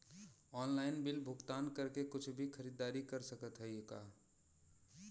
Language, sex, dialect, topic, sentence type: Bhojpuri, male, Western, banking, question